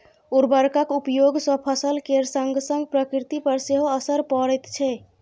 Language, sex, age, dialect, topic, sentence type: Maithili, female, 25-30, Bajjika, agriculture, statement